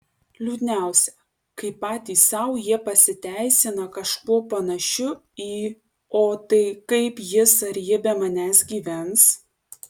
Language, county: Lithuanian, Alytus